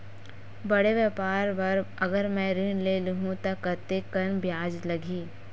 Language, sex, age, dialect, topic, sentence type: Chhattisgarhi, female, 56-60, Western/Budati/Khatahi, banking, question